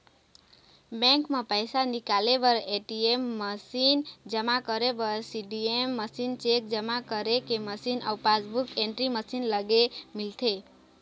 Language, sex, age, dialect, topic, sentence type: Chhattisgarhi, female, 25-30, Eastern, banking, statement